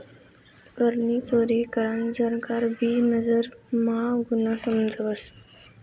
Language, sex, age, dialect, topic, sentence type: Marathi, female, 18-24, Northern Konkan, banking, statement